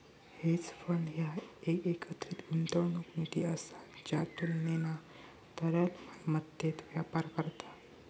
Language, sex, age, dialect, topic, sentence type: Marathi, male, 60-100, Southern Konkan, banking, statement